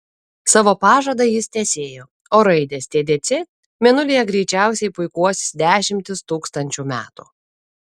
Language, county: Lithuanian, Kaunas